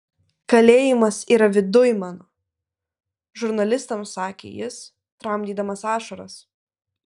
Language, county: Lithuanian, Klaipėda